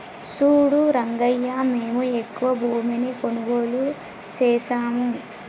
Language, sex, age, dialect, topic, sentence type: Telugu, female, 18-24, Telangana, agriculture, statement